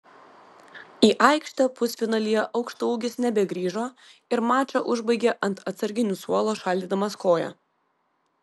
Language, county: Lithuanian, Vilnius